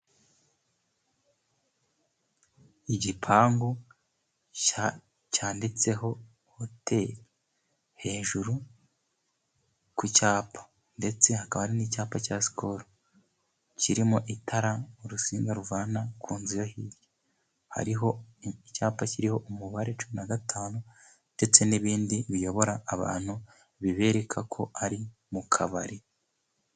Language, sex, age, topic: Kinyarwanda, male, 18-24, finance